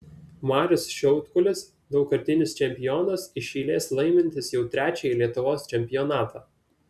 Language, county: Lithuanian, Vilnius